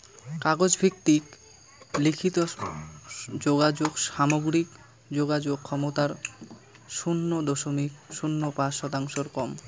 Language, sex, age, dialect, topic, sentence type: Bengali, male, 18-24, Rajbangshi, agriculture, statement